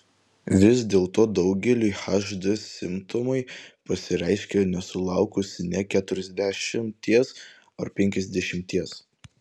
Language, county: Lithuanian, Vilnius